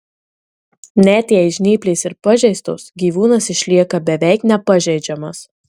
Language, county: Lithuanian, Marijampolė